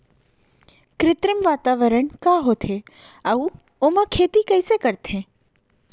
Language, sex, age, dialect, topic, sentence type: Chhattisgarhi, female, 31-35, Central, agriculture, question